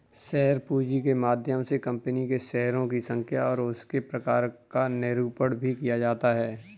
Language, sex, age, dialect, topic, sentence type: Hindi, male, 31-35, Kanauji Braj Bhasha, banking, statement